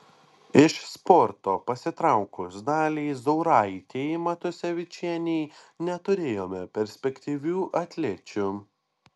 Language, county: Lithuanian, Panevėžys